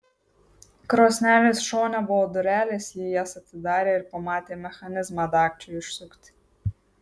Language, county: Lithuanian, Marijampolė